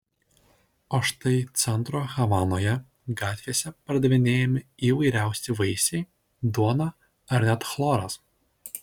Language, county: Lithuanian, Šiauliai